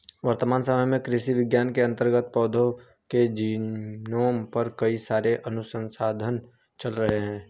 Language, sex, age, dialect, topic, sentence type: Hindi, female, 25-30, Hindustani Malvi Khadi Boli, agriculture, statement